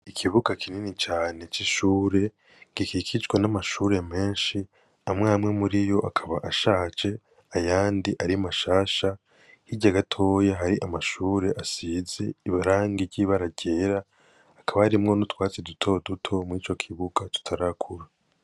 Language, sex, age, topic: Rundi, male, 18-24, education